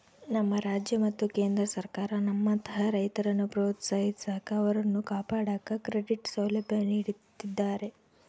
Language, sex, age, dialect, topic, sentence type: Kannada, female, 25-30, Central, agriculture, statement